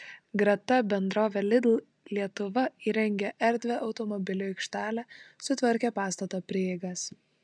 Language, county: Lithuanian, Klaipėda